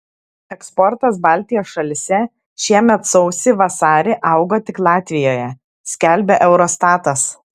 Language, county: Lithuanian, Klaipėda